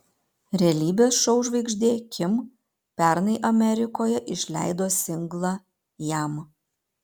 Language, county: Lithuanian, Panevėžys